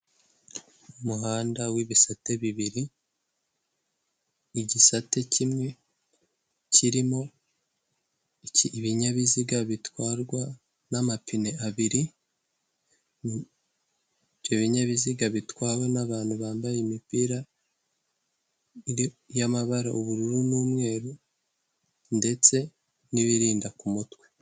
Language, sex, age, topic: Kinyarwanda, male, 18-24, government